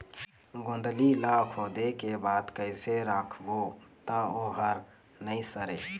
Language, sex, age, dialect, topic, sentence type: Chhattisgarhi, male, 25-30, Eastern, agriculture, question